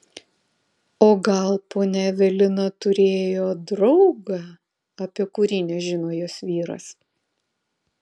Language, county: Lithuanian, Vilnius